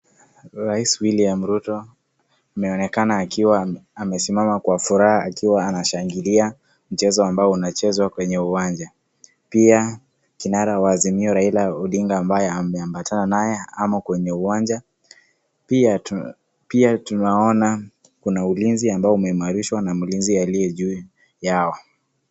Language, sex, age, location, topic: Swahili, male, 18-24, Kisii, government